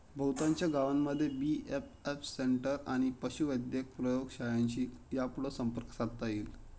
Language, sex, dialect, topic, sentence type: Marathi, male, Standard Marathi, agriculture, statement